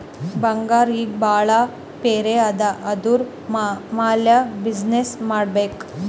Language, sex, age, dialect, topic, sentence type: Kannada, female, 18-24, Northeastern, banking, statement